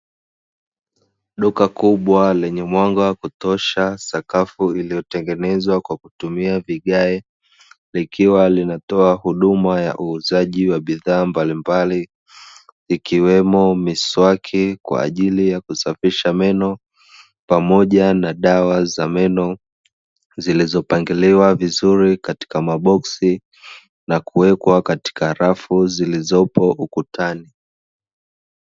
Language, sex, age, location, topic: Swahili, male, 25-35, Dar es Salaam, finance